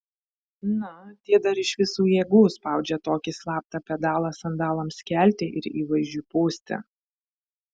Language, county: Lithuanian, Vilnius